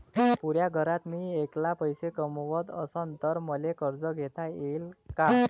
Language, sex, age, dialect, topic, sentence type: Marathi, male, 25-30, Varhadi, banking, question